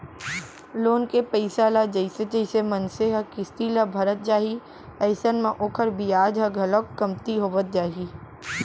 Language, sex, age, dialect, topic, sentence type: Chhattisgarhi, female, 18-24, Central, banking, statement